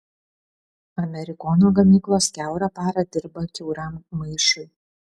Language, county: Lithuanian, Kaunas